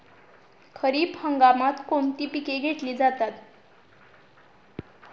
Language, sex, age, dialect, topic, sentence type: Marathi, female, 18-24, Standard Marathi, agriculture, question